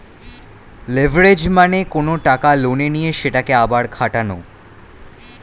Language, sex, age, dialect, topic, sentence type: Bengali, male, 18-24, Standard Colloquial, banking, statement